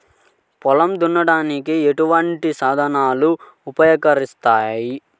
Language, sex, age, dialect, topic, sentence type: Telugu, male, 31-35, Central/Coastal, agriculture, question